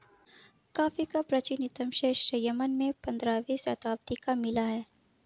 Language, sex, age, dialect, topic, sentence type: Hindi, female, 56-60, Marwari Dhudhari, agriculture, statement